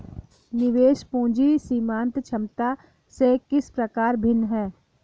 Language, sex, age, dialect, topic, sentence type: Hindi, female, 18-24, Awadhi Bundeli, banking, question